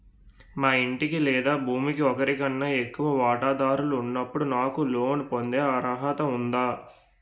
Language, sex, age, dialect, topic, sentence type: Telugu, male, 18-24, Utterandhra, banking, question